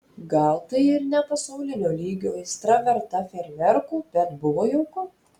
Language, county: Lithuanian, Telšiai